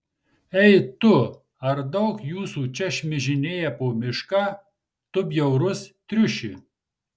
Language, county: Lithuanian, Marijampolė